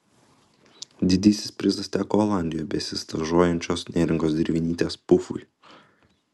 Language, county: Lithuanian, Utena